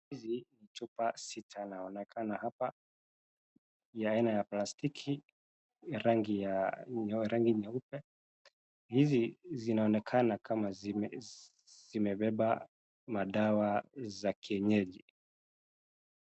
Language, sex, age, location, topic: Swahili, male, 25-35, Wajir, health